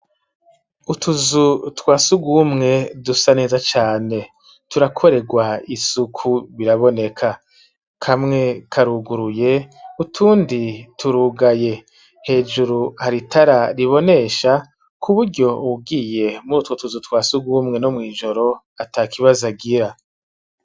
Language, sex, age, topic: Rundi, male, 36-49, education